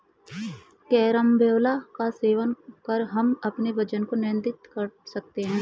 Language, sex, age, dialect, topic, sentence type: Hindi, male, 25-30, Hindustani Malvi Khadi Boli, agriculture, statement